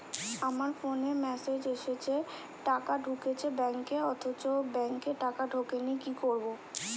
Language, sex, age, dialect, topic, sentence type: Bengali, female, 25-30, Standard Colloquial, banking, question